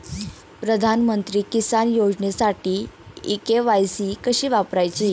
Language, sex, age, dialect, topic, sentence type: Marathi, female, 18-24, Standard Marathi, agriculture, question